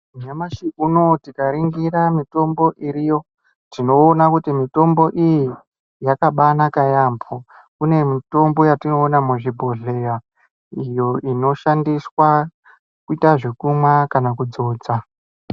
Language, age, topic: Ndau, 18-24, health